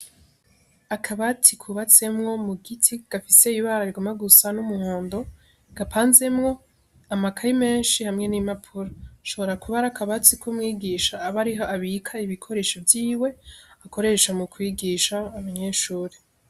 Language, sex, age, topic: Rundi, female, 18-24, education